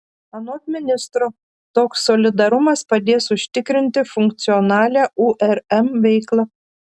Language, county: Lithuanian, Šiauliai